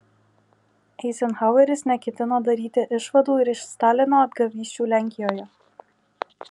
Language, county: Lithuanian, Alytus